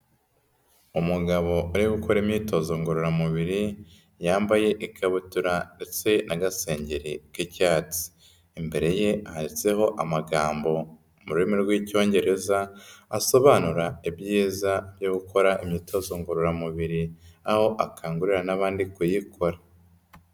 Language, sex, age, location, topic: Kinyarwanda, male, 25-35, Kigali, health